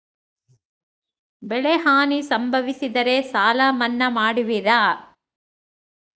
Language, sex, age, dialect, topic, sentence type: Kannada, female, 60-100, Central, banking, question